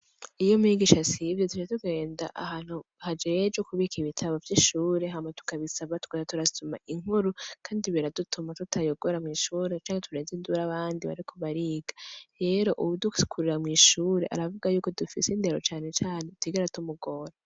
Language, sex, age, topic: Rundi, female, 18-24, education